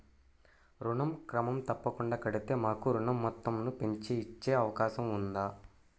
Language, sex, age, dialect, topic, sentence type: Telugu, male, 18-24, Central/Coastal, banking, question